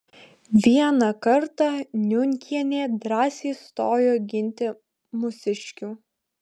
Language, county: Lithuanian, Klaipėda